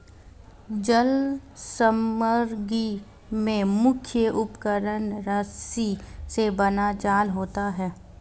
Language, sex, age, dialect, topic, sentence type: Hindi, female, 18-24, Marwari Dhudhari, agriculture, statement